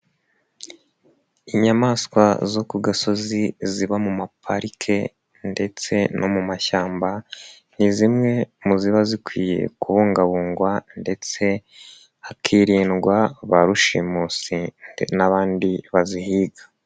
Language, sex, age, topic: Kinyarwanda, male, 25-35, agriculture